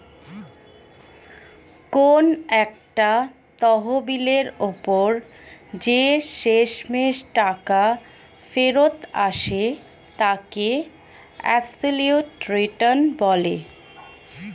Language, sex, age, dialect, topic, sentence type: Bengali, female, 25-30, Standard Colloquial, banking, statement